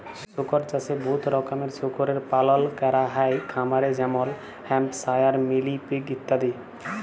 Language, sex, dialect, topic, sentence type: Bengali, male, Jharkhandi, agriculture, statement